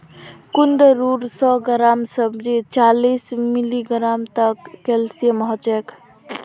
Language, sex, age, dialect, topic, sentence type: Magahi, female, 56-60, Northeastern/Surjapuri, agriculture, statement